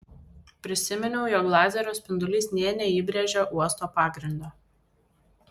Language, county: Lithuanian, Vilnius